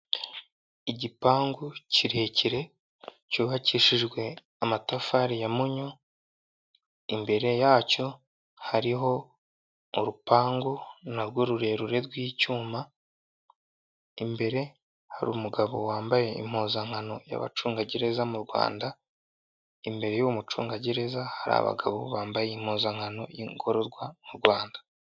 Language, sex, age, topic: Kinyarwanda, male, 18-24, government